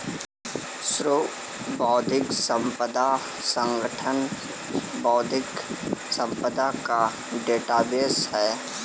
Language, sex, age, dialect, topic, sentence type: Hindi, male, 18-24, Kanauji Braj Bhasha, banking, statement